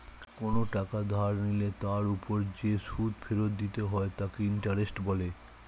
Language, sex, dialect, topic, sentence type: Bengali, male, Standard Colloquial, banking, statement